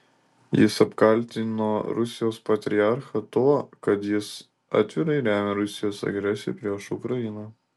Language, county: Lithuanian, Telšiai